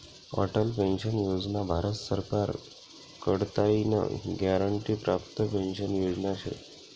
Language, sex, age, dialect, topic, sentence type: Marathi, male, 18-24, Northern Konkan, banking, statement